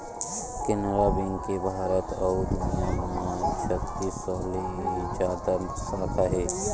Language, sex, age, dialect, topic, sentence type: Chhattisgarhi, male, 18-24, Western/Budati/Khatahi, banking, statement